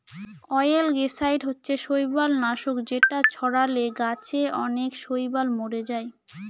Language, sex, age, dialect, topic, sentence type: Bengali, female, 18-24, Northern/Varendri, agriculture, statement